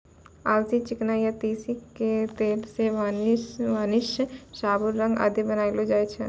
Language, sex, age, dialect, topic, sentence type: Maithili, female, 60-100, Angika, agriculture, statement